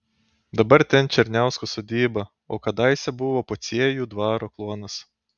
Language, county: Lithuanian, Panevėžys